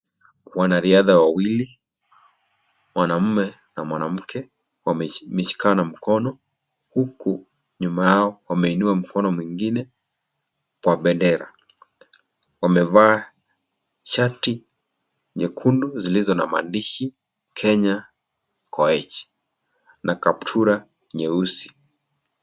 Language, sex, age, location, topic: Swahili, male, 25-35, Kisii, education